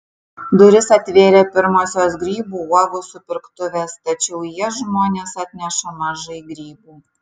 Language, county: Lithuanian, Kaunas